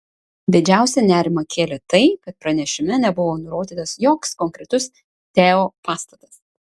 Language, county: Lithuanian, Vilnius